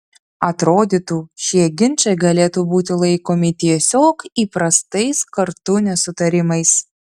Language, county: Lithuanian, Vilnius